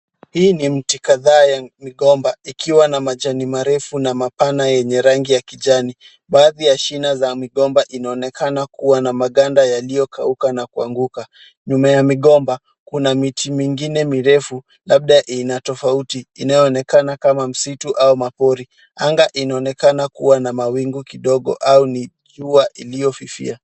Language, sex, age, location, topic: Swahili, male, 18-24, Kisumu, agriculture